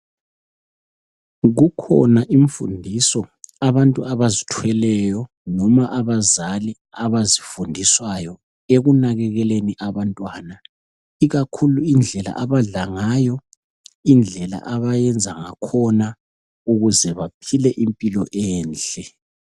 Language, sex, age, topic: North Ndebele, male, 36-49, health